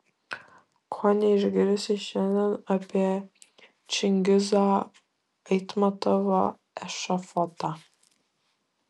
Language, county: Lithuanian, Šiauliai